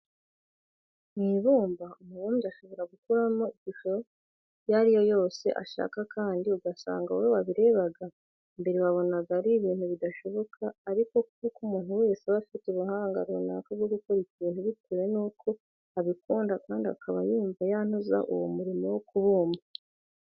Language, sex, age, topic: Kinyarwanda, female, 18-24, education